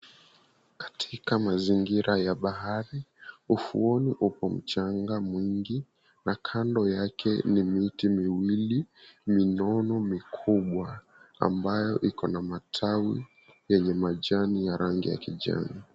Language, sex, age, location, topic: Swahili, male, 18-24, Mombasa, agriculture